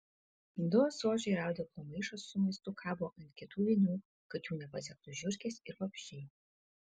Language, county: Lithuanian, Kaunas